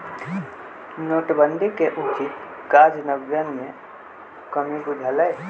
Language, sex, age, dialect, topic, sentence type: Magahi, male, 25-30, Western, banking, statement